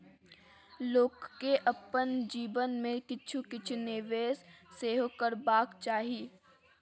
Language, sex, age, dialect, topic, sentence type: Maithili, female, 36-40, Bajjika, banking, statement